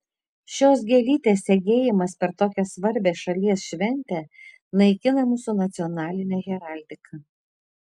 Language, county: Lithuanian, Tauragė